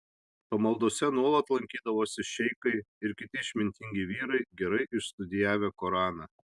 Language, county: Lithuanian, Alytus